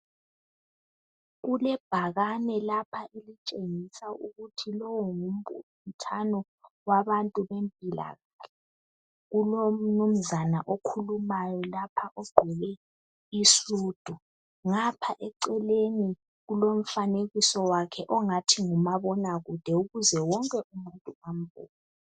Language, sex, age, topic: North Ndebele, female, 18-24, health